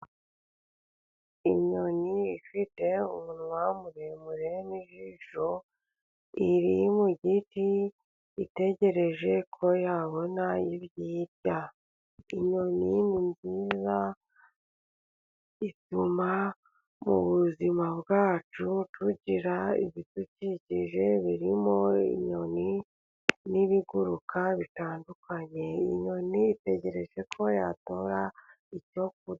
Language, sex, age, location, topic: Kinyarwanda, male, 36-49, Burera, agriculture